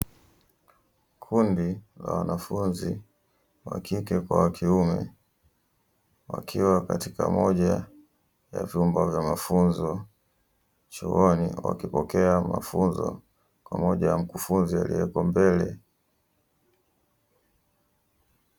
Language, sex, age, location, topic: Swahili, male, 18-24, Dar es Salaam, education